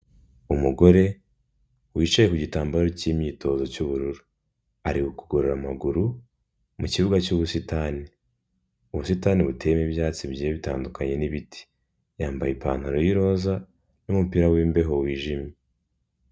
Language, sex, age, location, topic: Kinyarwanda, male, 18-24, Kigali, health